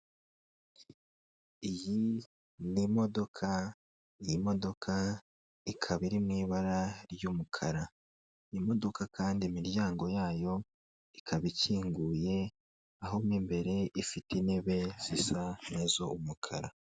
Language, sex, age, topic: Kinyarwanda, male, 25-35, finance